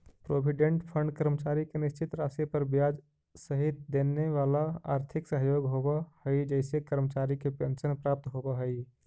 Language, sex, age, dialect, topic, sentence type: Magahi, male, 25-30, Central/Standard, agriculture, statement